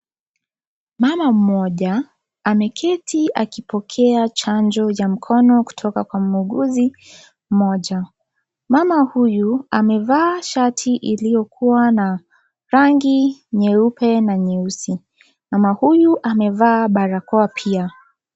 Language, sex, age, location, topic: Swahili, female, 25-35, Kisii, health